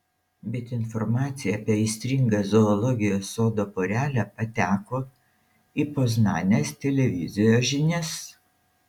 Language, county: Lithuanian, Šiauliai